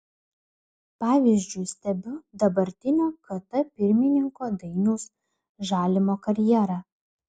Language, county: Lithuanian, Klaipėda